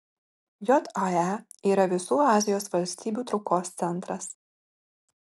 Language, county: Lithuanian, Marijampolė